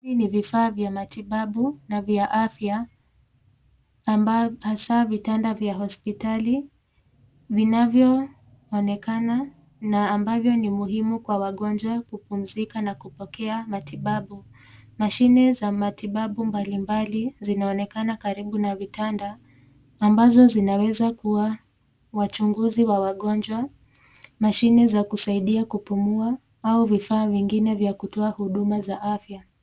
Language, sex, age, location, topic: Swahili, female, 18-24, Nairobi, health